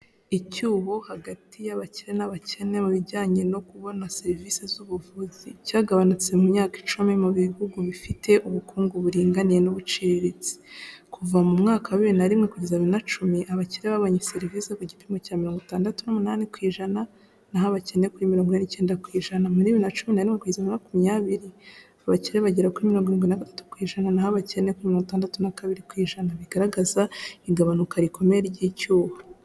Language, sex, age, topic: Kinyarwanda, female, 18-24, health